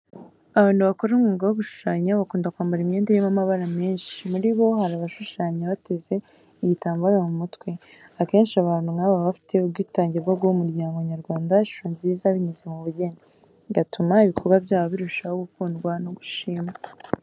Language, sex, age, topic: Kinyarwanda, female, 18-24, education